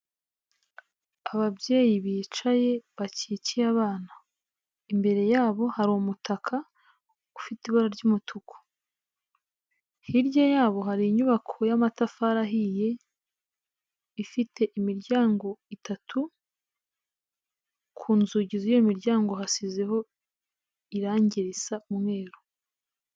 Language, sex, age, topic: Kinyarwanda, female, 18-24, health